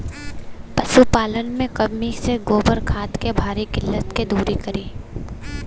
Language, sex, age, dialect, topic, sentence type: Bhojpuri, female, 18-24, Southern / Standard, agriculture, question